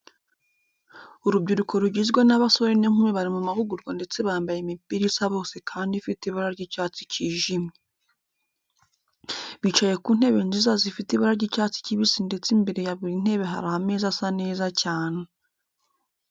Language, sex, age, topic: Kinyarwanda, female, 18-24, education